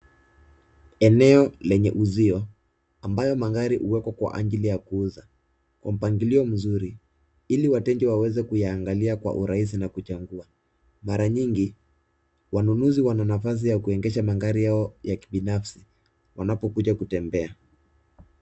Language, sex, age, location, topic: Swahili, male, 18-24, Nairobi, finance